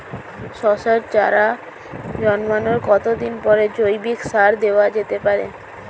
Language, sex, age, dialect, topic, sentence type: Bengali, female, 18-24, Standard Colloquial, agriculture, question